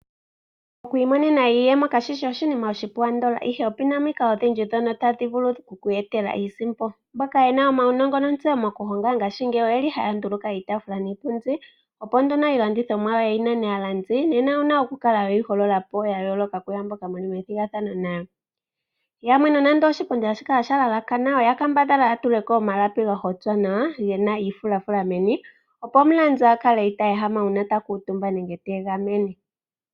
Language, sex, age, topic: Oshiwambo, female, 25-35, finance